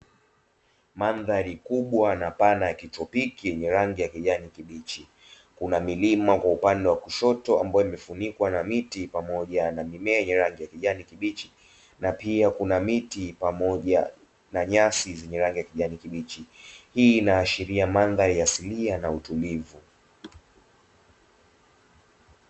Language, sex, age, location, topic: Swahili, male, 25-35, Dar es Salaam, agriculture